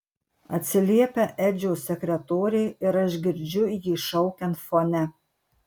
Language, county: Lithuanian, Marijampolė